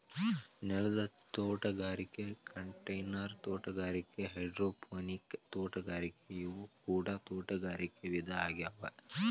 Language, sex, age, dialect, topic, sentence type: Kannada, male, 18-24, Dharwad Kannada, agriculture, statement